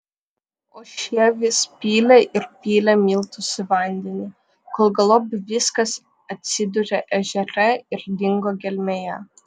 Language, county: Lithuanian, Vilnius